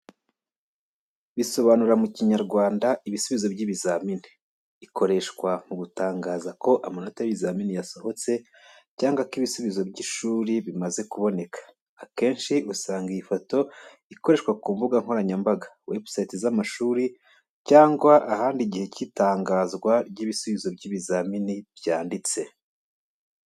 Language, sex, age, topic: Kinyarwanda, male, 25-35, education